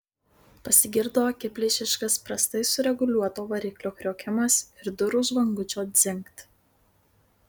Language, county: Lithuanian, Marijampolė